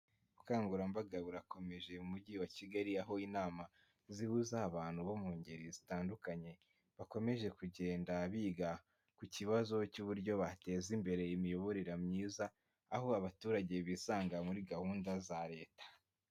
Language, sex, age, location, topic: Kinyarwanda, male, 18-24, Kigali, government